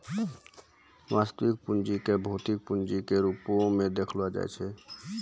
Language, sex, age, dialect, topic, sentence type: Maithili, male, 18-24, Angika, banking, statement